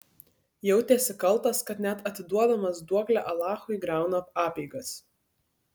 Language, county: Lithuanian, Kaunas